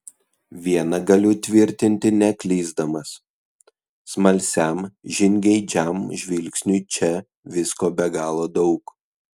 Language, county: Lithuanian, Kaunas